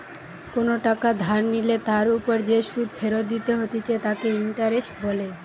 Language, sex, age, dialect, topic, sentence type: Bengali, female, 18-24, Western, banking, statement